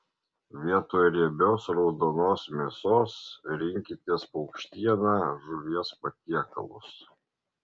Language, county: Lithuanian, Marijampolė